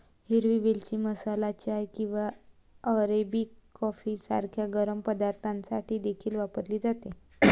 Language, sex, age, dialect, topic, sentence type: Marathi, female, 18-24, Varhadi, agriculture, statement